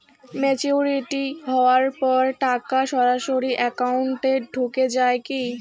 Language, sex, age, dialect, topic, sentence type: Bengali, female, 60-100, Rajbangshi, banking, question